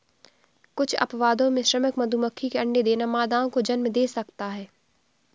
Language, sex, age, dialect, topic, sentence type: Hindi, female, 60-100, Awadhi Bundeli, agriculture, statement